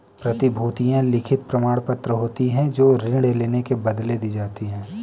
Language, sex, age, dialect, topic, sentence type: Hindi, male, 18-24, Kanauji Braj Bhasha, banking, statement